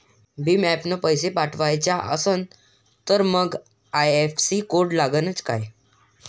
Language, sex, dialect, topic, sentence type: Marathi, male, Varhadi, banking, question